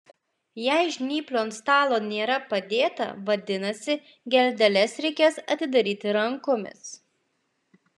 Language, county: Lithuanian, Klaipėda